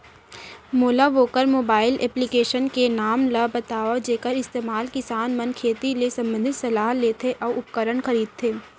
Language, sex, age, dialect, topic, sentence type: Chhattisgarhi, female, 18-24, Central, agriculture, question